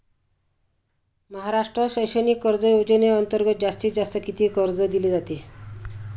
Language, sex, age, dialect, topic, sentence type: Marathi, female, 56-60, Standard Marathi, banking, question